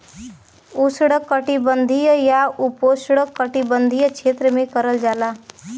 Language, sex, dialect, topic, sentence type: Bhojpuri, female, Western, agriculture, statement